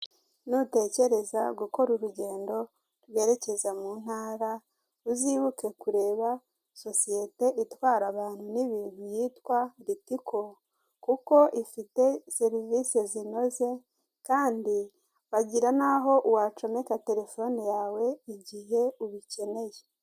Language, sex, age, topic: Kinyarwanda, female, 18-24, government